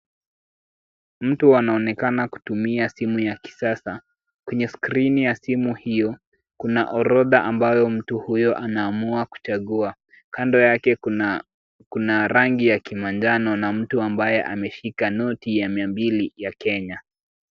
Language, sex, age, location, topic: Swahili, male, 18-24, Kisumu, finance